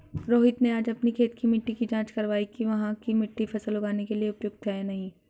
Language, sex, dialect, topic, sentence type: Hindi, female, Hindustani Malvi Khadi Boli, agriculture, statement